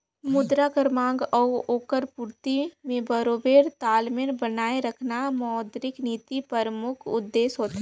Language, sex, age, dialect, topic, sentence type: Chhattisgarhi, female, 18-24, Northern/Bhandar, banking, statement